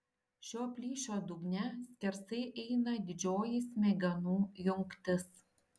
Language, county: Lithuanian, Šiauliai